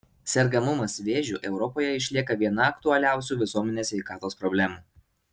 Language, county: Lithuanian, Alytus